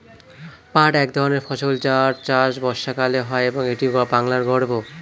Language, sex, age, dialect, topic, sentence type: Bengali, male, 25-30, Standard Colloquial, agriculture, statement